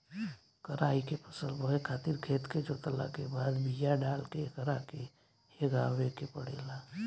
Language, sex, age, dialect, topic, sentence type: Bhojpuri, male, 18-24, Southern / Standard, agriculture, statement